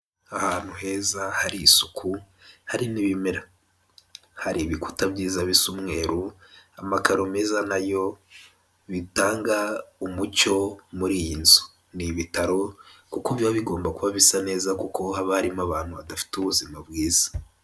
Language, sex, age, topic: Kinyarwanda, male, 18-24, health